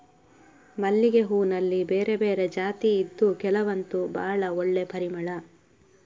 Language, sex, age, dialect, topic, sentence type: Kannada, female, 31-35, Coastal/Dakshin, agriculture, statement